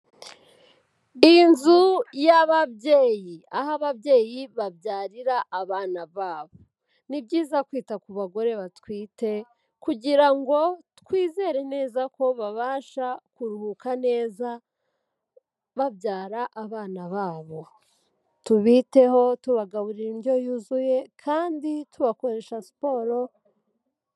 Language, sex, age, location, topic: Kinyarwanda, female, 18-24, Kigali, health